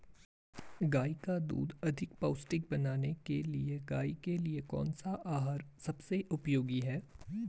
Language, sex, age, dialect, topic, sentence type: Hindi, male, 18-24, Garhwali, agriculture, question